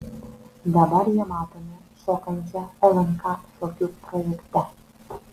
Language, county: Lithuanian, Vilnius